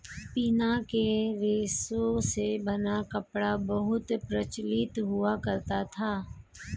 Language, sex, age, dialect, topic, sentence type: Hindi, female, 41-45, Hindustani Malvi Khadi Boli, agriculture, statement